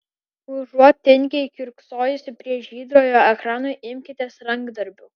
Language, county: Lithuanian, Kaunas